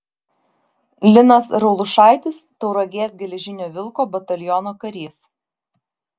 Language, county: Lithuanian, Vilnius